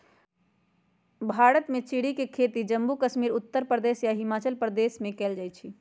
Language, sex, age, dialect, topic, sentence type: Magahi, female, 56-60, Western, agriculture, statement